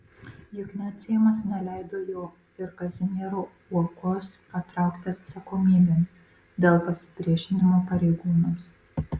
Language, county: Lithuanian, Marijampolė